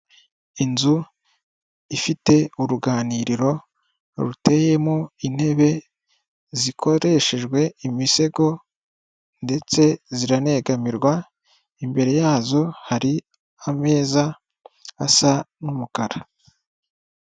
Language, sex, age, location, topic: Kinyarwanda, male, 25-35, Huye, finance